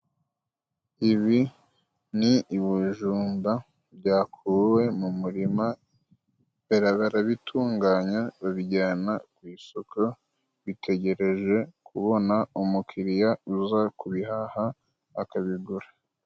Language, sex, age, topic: Kinyarwanda, male, 25-35, agriculture